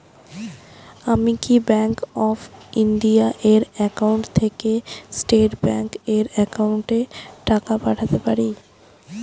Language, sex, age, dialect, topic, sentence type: Bengali, female, 18-24, Rajbangshi, banking, question